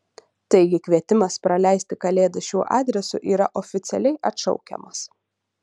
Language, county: Lithuanian, Utena